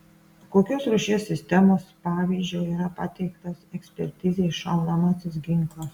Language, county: Lithuanian, Klaipėda